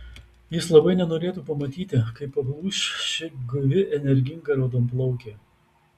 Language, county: Lithuanian, Tauragė